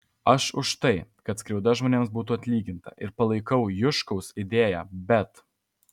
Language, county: Lithuanian, Alytus